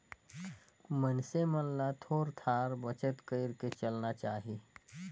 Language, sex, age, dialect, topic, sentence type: Chhattisgarhi, male, 18-24, Northern/Bhandar, banking, statement